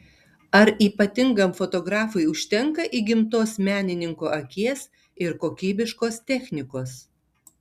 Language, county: Lithuanian, Tauragė